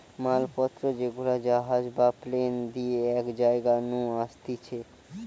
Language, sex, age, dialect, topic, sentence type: Bengali, male, <18, Western, banking, statement